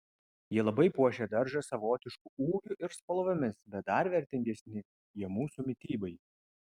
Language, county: Lithuanian, Vilnius